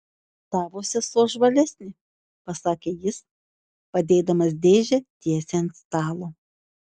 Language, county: Lithuanian, Šiauliai